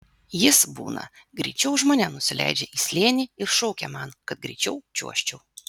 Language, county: Lithuanian, Vilnius